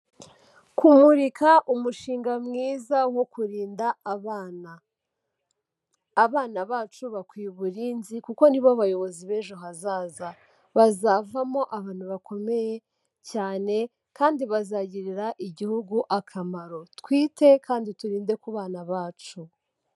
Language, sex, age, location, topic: Kinyarwanda, female, 18-24, Kigali, health